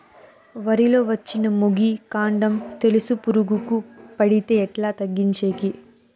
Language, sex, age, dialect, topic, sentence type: Telugu, female, 56-60, Southern, agriculture, question